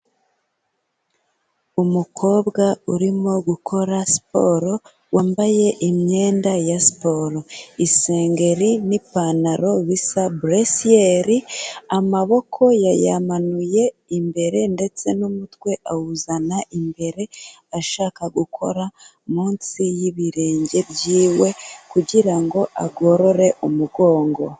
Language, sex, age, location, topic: Kinyarwanda, female, 18-24, Kigali, health